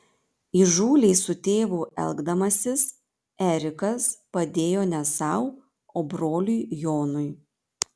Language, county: Lithuanian, Panevėžys